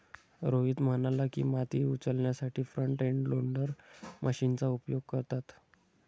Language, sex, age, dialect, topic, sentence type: Marathi, male, 18-24, Standard Marathi, agriculture, statement